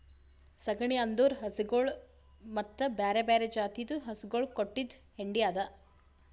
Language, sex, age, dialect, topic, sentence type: Kannada, female, 18-24, Northeastern, agriculture, statement